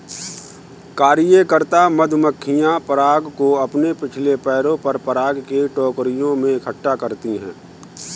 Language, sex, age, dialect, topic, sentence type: Hindi, male, 31-35, Kanauji Braj Bhasha, agriculture, statement